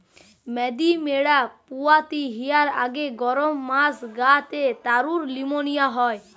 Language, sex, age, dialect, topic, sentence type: Bengali, male, 25-30, Western, agriculture, statement